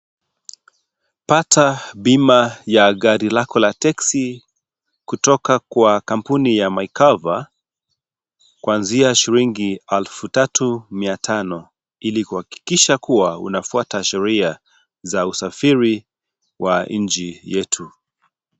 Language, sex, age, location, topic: Swahili, male, 25-35, Kisii, finance